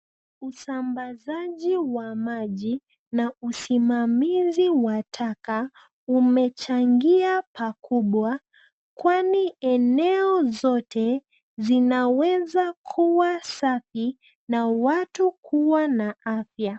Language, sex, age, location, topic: Swahili, female, 25-35, Nairobi, government